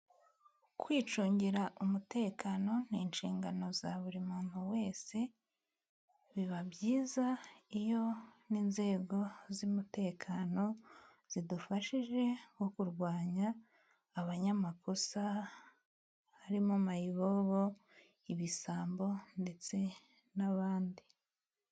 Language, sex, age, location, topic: Kinyarwanda, female, 25-35, Musanze, government